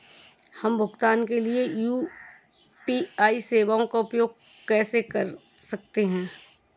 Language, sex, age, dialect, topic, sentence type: Hindi, female, 31-35, Awadhi Bundeli, banking, question